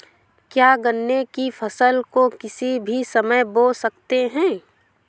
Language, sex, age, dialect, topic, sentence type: Hindi, female, 18-24, Awadhi Bundeli, agriculture, question